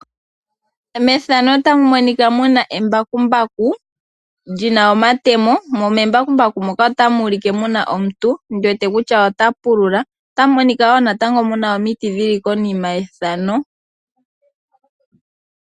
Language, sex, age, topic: Oshiwambo, female, 18-24, agriculture